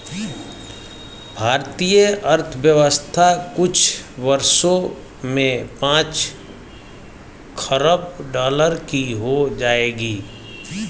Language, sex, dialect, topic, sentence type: Hindi, male, Hindustani Malvi Khadi Boli, banking, statement